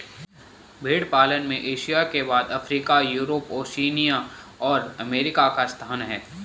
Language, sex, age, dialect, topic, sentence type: Hindi, male, 18-24, Garhwali, agriculture, statement